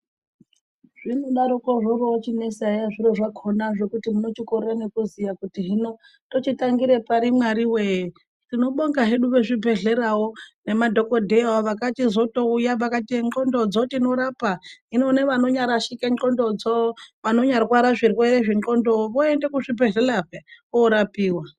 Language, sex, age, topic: Ndau, female, 36-49, health